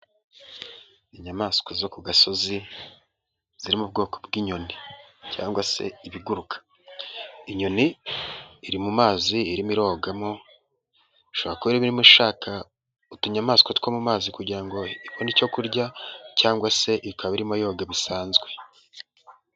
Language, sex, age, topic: Kinyarwanda, male, 18-24, agriculture